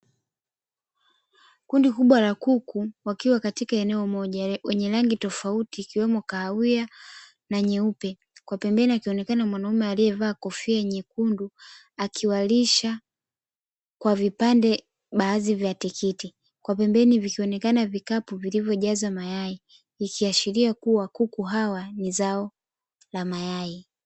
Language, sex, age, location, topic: Swahili, female, 25-35, Dar es Salaam, agriculture